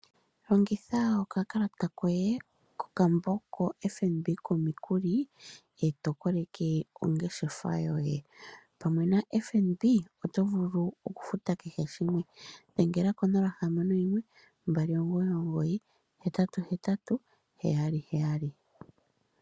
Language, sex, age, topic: Oshiwambo, female, 18-24, finance